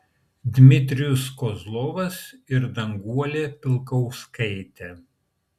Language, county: Lithuanian, Kaunas